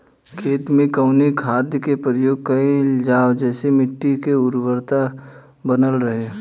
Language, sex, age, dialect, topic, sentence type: Bhojpuri, male, 25-30, Western, agriculture, question